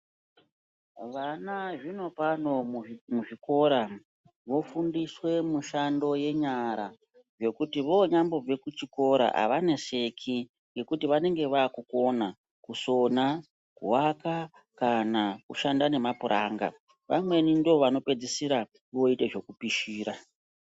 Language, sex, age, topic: Ndau, female, 36-49, education